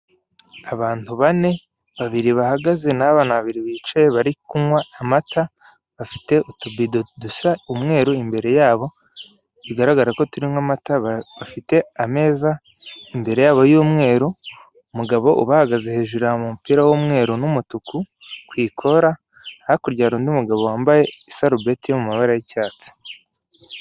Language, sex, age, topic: Kinyarwanda, male, 18-24, finance